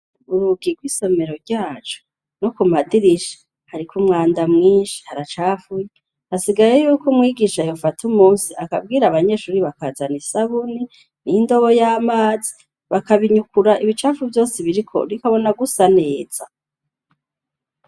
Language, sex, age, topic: Rundi, female, 36-49, education